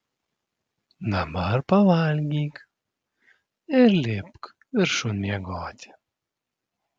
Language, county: Lithuanian, Vilnius